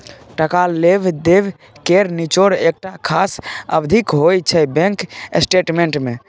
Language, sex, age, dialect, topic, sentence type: Maithili, male, 18-24, Bajjika, banking, statement